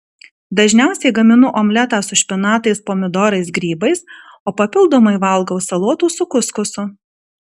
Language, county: Lithuanian, Kaunas